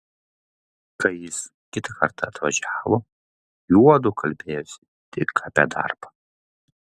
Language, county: Lithuanian, Vilnius